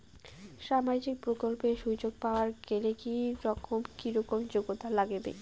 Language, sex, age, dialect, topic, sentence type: Bengali, female, 18-24, Rajbangshi, banking, question